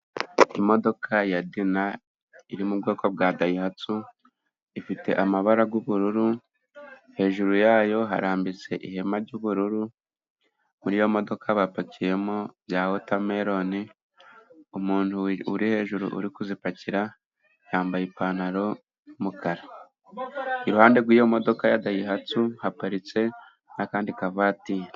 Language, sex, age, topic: Kinyarwanda, male, 25-35, government